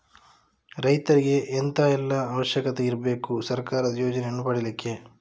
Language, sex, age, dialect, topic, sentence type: Kannada, male, 25-30, Coastal/Dakshin, banking, question